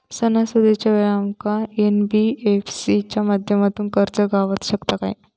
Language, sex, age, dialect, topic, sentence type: Marathi, female, 25-30, Southern Konkan, banking, question